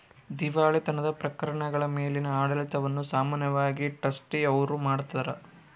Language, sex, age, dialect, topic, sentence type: Kannada, male, 41-45, Central, banking, statement